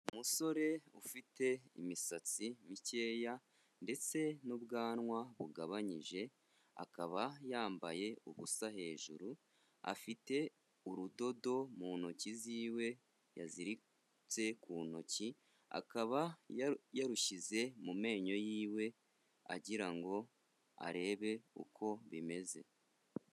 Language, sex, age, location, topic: Kinyarwanda, male, 25-35, Kigali, health